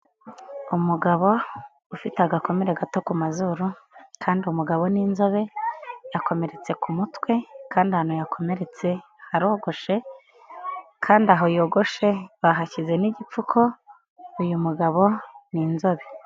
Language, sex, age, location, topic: Kinyarwanda, female, 25-35, Nyagatare, health